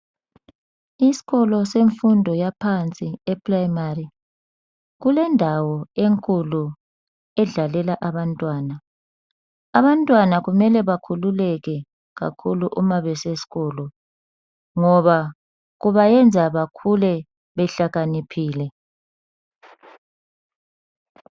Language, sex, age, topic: North Ndebele, male, 50+, education